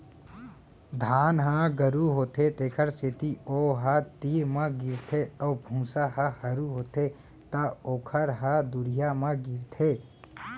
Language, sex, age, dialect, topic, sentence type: Chhattisgarhi, male, 18-24, Central, agriculture, statement